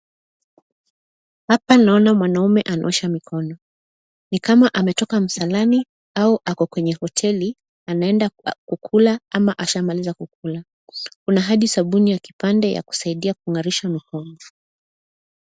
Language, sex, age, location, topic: Swahili, female, 25-35, Nairobi, health